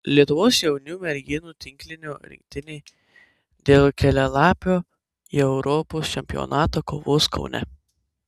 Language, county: Lithuanian, Tauragė